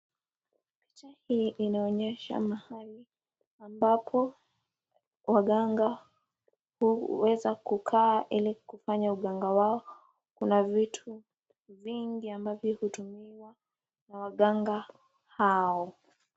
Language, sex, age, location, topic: Swahili, female, 18-24, Nakuru, health